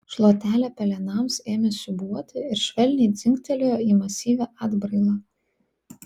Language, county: Lithuanian, Vilnius